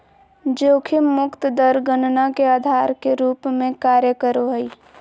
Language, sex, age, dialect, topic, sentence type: Magahi, female, 25-30, Southern, banking, statement